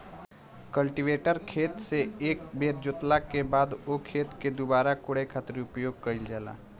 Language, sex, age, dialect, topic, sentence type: Bhojpuri, male, 18-24, Southern / Standard, agriculture, statement